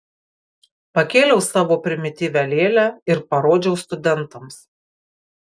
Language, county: Lithuanian, Kaunas